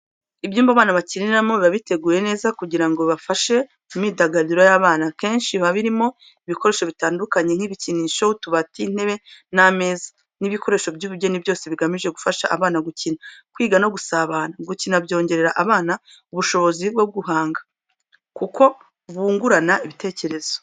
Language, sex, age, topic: Kinyarwanda, female, 25-35, education